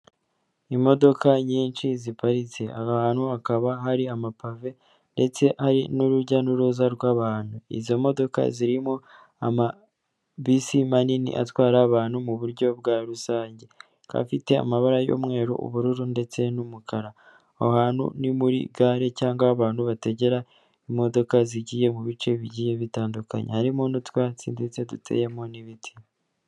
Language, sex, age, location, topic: Kinyarwanda, female, 18-24, Kigali, government